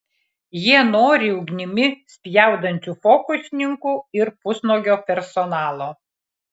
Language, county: Lithuanian, Kaunas